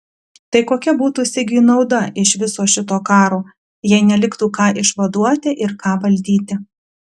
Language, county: Lithuanian, Kaunas